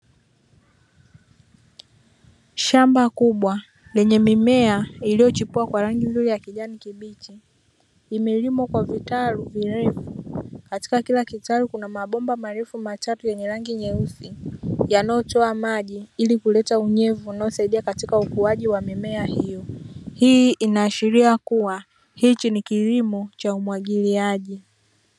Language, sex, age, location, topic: Swahili, male, 25-35, Dar es Salaam, agriculture